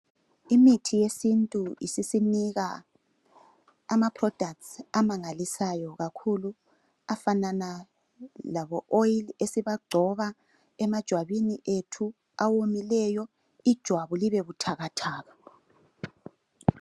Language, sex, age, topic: North Ndebele, male, 36-49, health